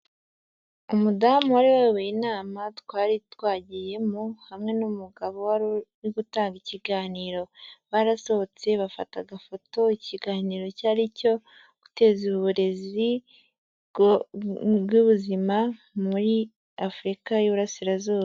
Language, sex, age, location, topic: Kinyarwanda, female, 18-24, Huye, health